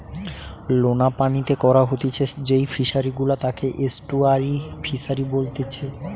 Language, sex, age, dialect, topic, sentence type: Bengali, male, 18-24, Western, agriculture, statement